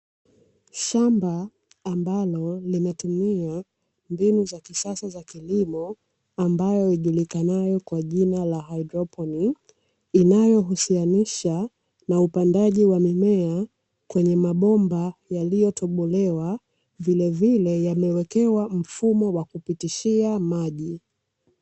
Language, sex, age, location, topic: Swahili, female, 18-24, Dar es Salaam, agriculture